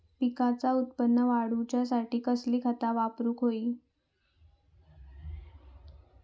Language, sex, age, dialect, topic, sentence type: Marathi, female, 31-35, Southern Konkan, agriculture, question